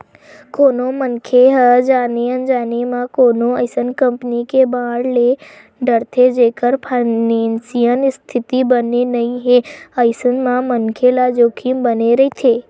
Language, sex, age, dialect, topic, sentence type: Chhattisgarhi, female, 25-30, Western/Budati/Khatahi, banking, statement